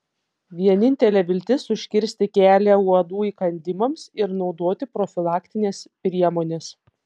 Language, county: Lithuanian, Panevėžys